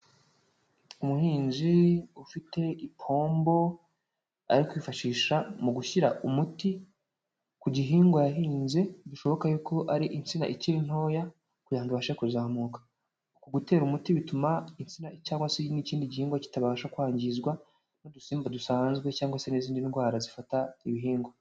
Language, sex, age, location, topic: Kinyarwanda, male, 18-24, Huye, agriculture